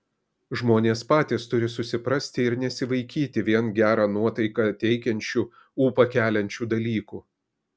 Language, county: Lithuanian, Kaunas